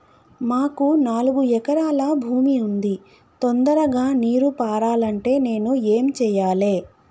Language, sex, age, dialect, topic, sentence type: Telugu, female, 25-30, Telangana, agriculture, question